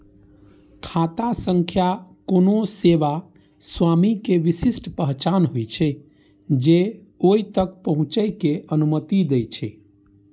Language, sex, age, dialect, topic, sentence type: Maithili, male, 31-35, Eastern / Thethi, banking, statement